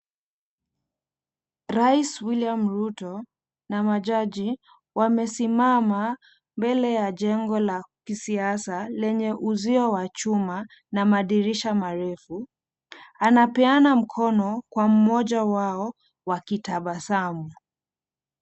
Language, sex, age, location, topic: Swahili, female, 25-35, Mombasa, government